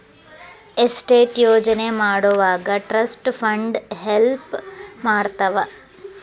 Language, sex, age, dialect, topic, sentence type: Kannada, female, 18-24, Dharwad Kannada, banking, statement